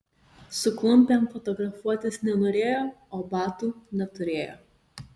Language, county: Lithuanian, Kaunas